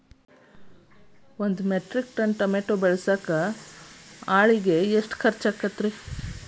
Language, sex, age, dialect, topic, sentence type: Kannada, female, 31-35, Dharwad Kannada, agriculture, question